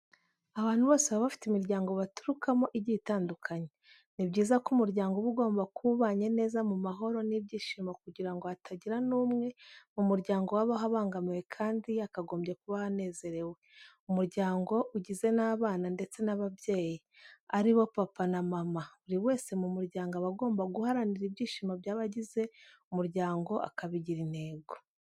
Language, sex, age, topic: Kinyarwanda, female, 25-35, education